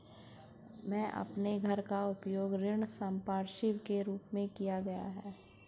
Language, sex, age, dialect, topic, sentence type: Hindi, female, 18-24, Hindustani Malvi Khadi Boli, banking, statement